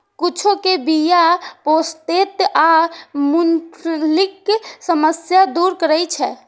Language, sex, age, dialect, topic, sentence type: Maithili, female, 46-50, Eastern / Thethi, agriculture, statement